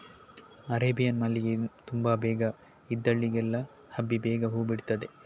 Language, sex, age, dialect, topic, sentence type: Kannada, male, 18-24, Coastal/Dakshin, agriculture, statement